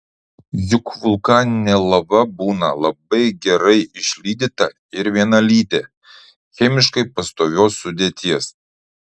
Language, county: Lithuanian, Utena